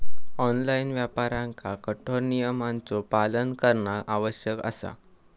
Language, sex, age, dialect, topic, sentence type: Marathi, male, 18-24, Southern Konkan, banking, statement